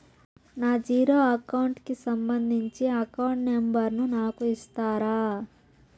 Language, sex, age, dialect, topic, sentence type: Telugu, male, 36-40, Southern, banking, question